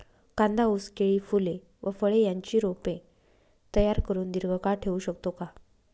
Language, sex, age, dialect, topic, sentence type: Marathi, female, 25-30, Northern Konkan, agriculture, question